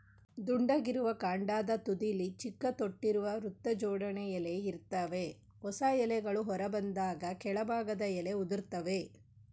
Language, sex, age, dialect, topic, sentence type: Kannada, female, 41-45, Mysore Kannada, agriculture, statement